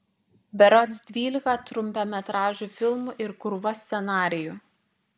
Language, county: Lithuanian, Vilnius